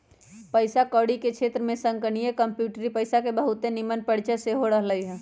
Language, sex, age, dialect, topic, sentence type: Magahi, male, 18-24, Western, banking, statement